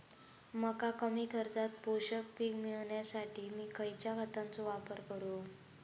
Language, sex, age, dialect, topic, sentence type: Marathi, female, 18-24, Southern Konkan, agriculture, question